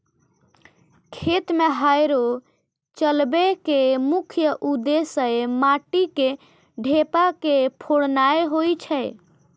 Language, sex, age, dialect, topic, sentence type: Maithili, female, 25-30, Eastern / Thethi, agriculture, statement